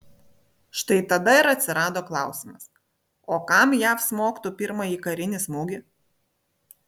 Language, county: Lithuanian, Vilnius